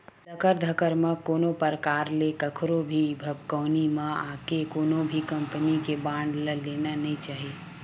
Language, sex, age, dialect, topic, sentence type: Chhattisgarhi, female, 18-24, Western/Budati/Khatahi, banking, statement